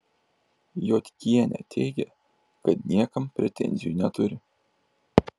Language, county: Lithuanian, Šiauliai